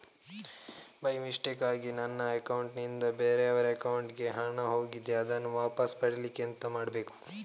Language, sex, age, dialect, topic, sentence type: Kannada, male, 25-30, Coastal/Dakshin, banking, question